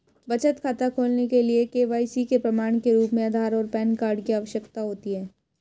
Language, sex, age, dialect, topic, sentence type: Hindi, female, 18-24, Hindustani Malvi Khadi Boli, banking, statement